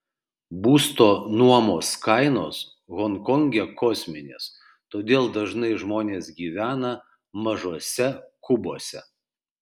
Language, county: Lithuanian, Kaunas